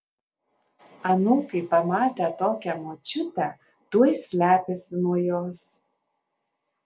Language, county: Lithuanian, Alytus